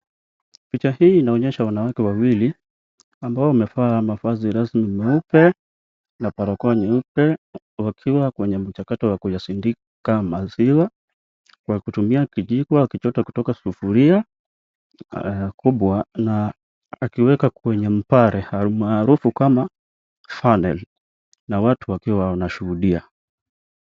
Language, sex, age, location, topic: Swahili, male, 25-35, Kisii, agriculture